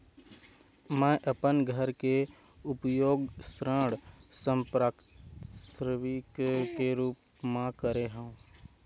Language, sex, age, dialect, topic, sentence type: Chhattisgarhi, female, 56-60, Central, banking, statement